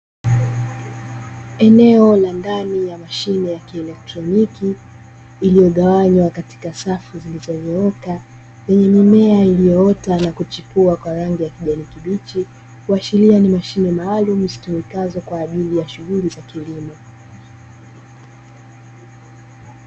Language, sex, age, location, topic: Swahili, female, 25-35, Dar es Salaam, agriculture